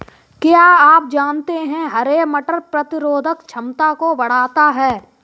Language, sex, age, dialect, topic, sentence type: Hindi, male, 18-24, Kanauji Braj Bhasha, agriculture, statement